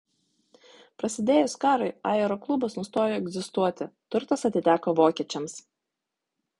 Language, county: Lithuanian, Utena